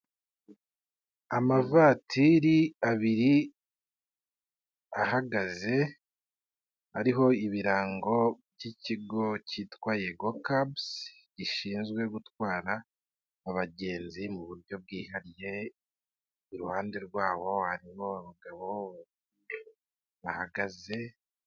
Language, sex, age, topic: Kinyarwanda, male, 25-35, government